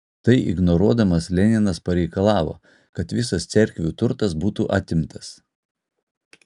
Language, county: Lithuanian, Utena